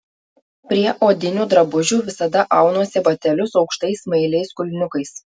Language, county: Lithuanian, Telšiai